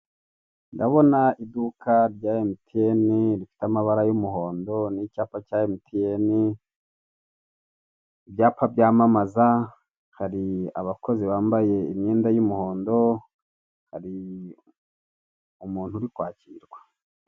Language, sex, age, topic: Kinyarwanda, male, 36-49, finance